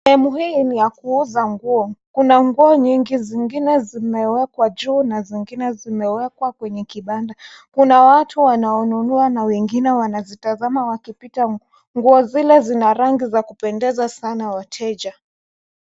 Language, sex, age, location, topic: Swahili, male, 25-35, Nairobi, finance